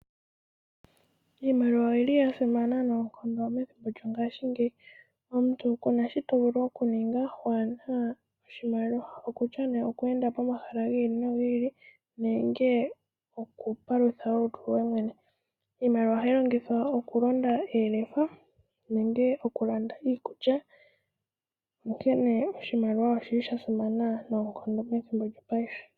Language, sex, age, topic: Oshiwambo, female, 18-24, finance